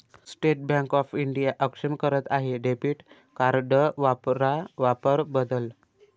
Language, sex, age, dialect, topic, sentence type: Marathi, male, 18-24, Varhadi, banking, statement